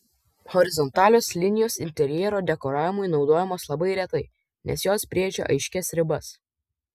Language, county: Lithuanian, Vilnius